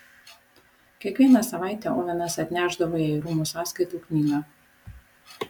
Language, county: Lithuanian, Vilnius